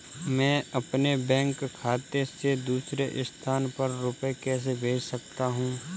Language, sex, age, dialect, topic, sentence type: Hindi, male, 25-30, Kanauji Braj Bhasha, banking, question